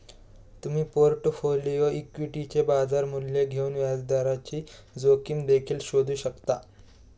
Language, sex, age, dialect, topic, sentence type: Marathi, male, 18-24, Northern Konkan, banking, statement